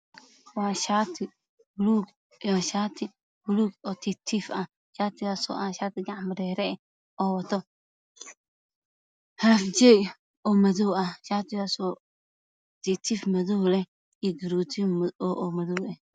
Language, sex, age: Somali, female, 18-24